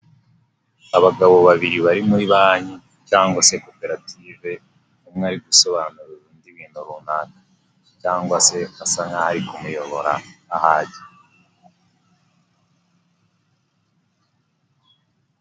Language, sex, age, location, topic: Kinyarwanda, male, 18-24, Nyagatare, finance